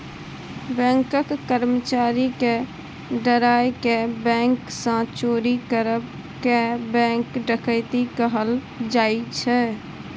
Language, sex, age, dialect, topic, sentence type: Maithili, female, 25-30, Bajjika, banking, statement